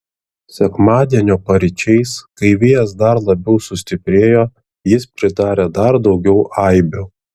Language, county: Lithuanian, Šiauliai